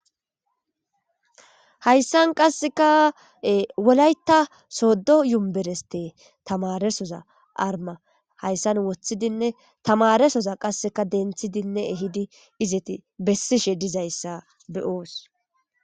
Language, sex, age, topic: Gamo, female, 25-35, government